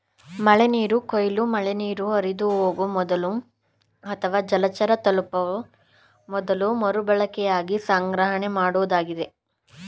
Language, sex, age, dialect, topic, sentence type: Kannada, male, 41-45, Mysore Kannada, agriculture, statement